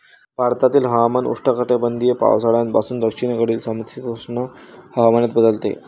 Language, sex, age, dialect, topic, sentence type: Marathi, male, 18-24, Varhadi, agriculture, statement